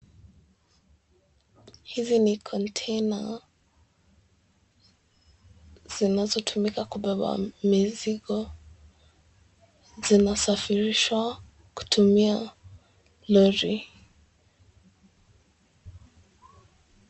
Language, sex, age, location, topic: Swahili, female, 18-24, Mombasa, government